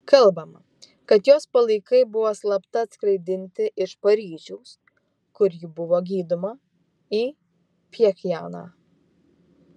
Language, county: Lithuanian, Vilnius